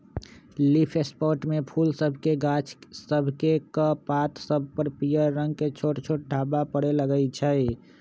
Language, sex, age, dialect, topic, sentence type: Magahi, male, 25-30, Western, agriculture, statement